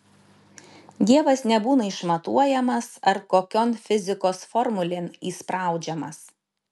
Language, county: Lithuanian, Šiauliai